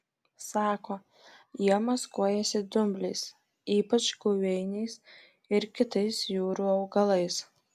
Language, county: Lithuanian, Alytus